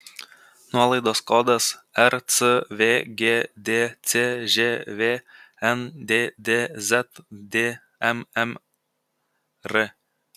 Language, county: Lithuanian, Kaunas